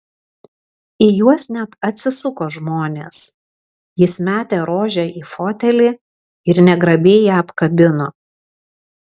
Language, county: Lithuanian, Alytus